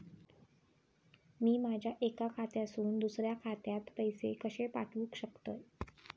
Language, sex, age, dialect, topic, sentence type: Marathi, female, 18-24, Southern Konkan, banking, question